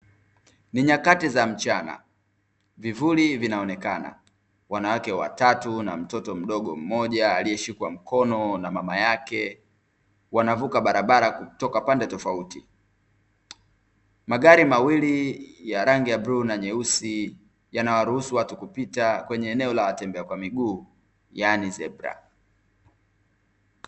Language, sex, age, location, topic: Swahili, male, 25-35, Dar es Salaam, government